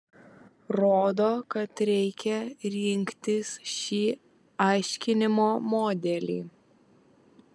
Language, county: Lithuanian, Vilnius